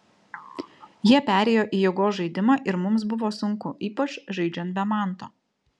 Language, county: Lithuanian, Vilnius